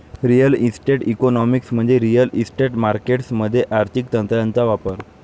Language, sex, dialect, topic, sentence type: Marathi, male, Varhadi, banking, statement